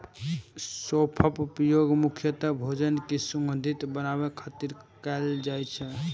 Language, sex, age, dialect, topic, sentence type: Maithili, male, 18-24, Eastern / Thethi, agriculture, statement